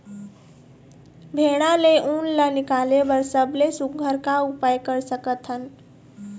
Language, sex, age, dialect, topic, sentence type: Chhattisgarhi, female, 60-100, Eastern, agriculture, question